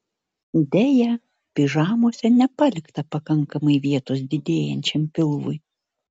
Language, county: Lithuanian, Vilnius